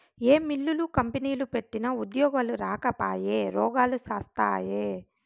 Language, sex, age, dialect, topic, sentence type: Telugu, female, 25-30, Southern, agriculture, statement